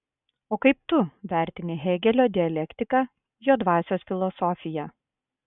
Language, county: Lithuanian, Klaipėda